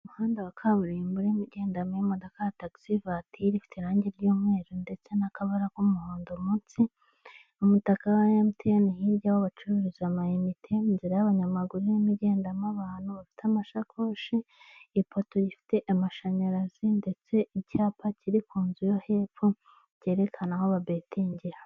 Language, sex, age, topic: Kinyarwanda, male, 18-24, government